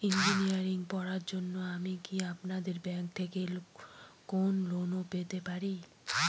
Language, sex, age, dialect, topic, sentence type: Bengali, female, 25-30, Northern/Varendri, banking, question